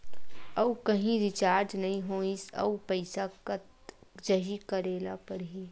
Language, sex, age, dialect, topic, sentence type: Chhattisgarhi, female, 51-55, Western/Budati/Khatahi, banking, question